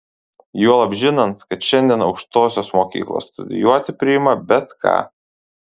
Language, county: Lithuanian, Panevėžys